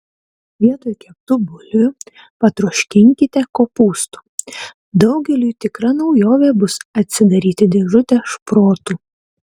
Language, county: Lithuanian, Utena